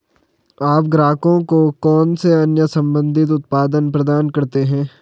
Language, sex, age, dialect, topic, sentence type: Hindi, male, 18-24, Hindustani Malvi Khadi Boli, banking, question